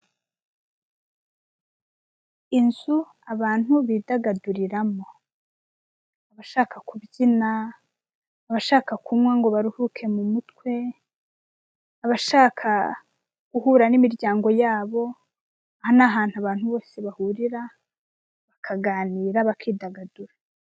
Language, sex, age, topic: Kinyarwanda, female, 25-35, finance